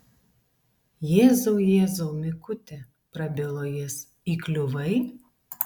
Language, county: Lithuanian, Alytus